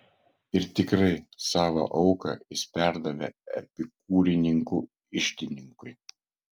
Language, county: Lithuanian, Vilnius